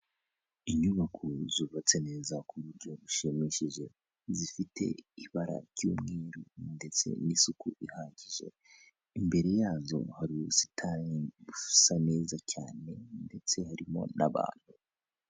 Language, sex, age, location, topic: Kinyarwanda, male, 18-24, Kigali, health